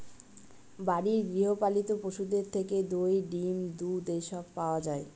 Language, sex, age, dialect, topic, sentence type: Bengali, female, 25-30, Northern/Varendri, agriculture, statement